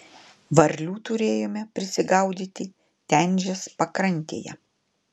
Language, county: Lithuanian, Klaipėda